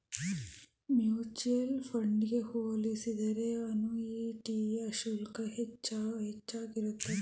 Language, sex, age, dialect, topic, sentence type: Kannada, female, 31-35, Mysore Kannada, banking, statement